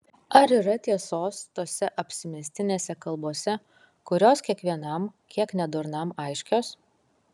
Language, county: Lithuanian, Kaunas